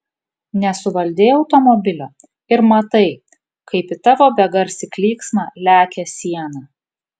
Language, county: Lithuanian, Kaunas